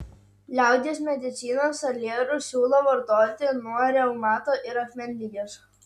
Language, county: Lithuanian, Utena